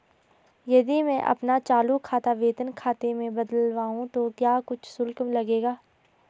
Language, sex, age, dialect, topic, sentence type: Hindi, female, 18-24, Garhwali, banking, statement